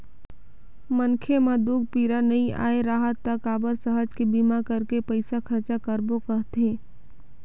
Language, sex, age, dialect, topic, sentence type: Chhattisgarhi, female, 18-24, Northern/Bhandar, banking, statement